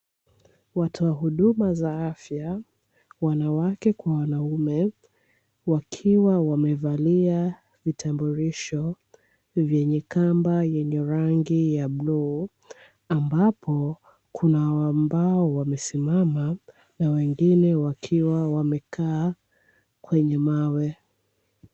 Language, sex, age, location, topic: Swahili, female, 25-35, Dar es Salaam, health